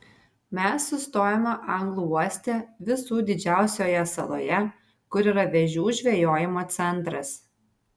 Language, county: Lithuanian, Vilnius